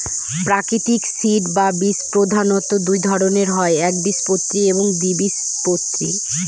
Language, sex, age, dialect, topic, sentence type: Bengali, female, 25-30, Northern/Varendri, agriculture, statement